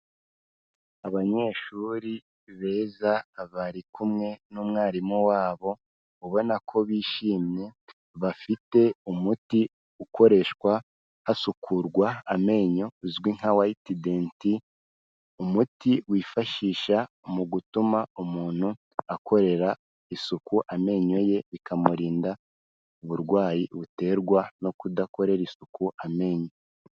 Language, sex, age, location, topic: Kinyarwanda, male, 18-24, Kigali, health